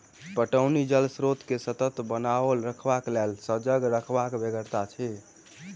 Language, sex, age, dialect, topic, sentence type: Maithili, male, 18-24, Southern/Standard, agriculture, statement